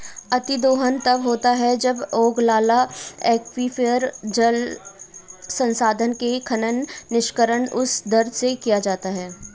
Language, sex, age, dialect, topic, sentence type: Hindi, female, 25-30, Marwari Dhudhari, agriculture, statement